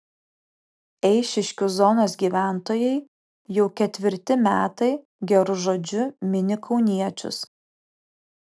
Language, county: Lithuanian, Alytus